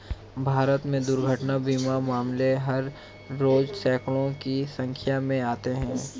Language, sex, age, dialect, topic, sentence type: Hindi, male, 31-35, Marwari Dhudhari, banking, statement